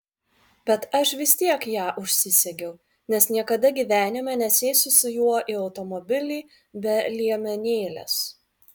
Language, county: Lithuanian, Vilnius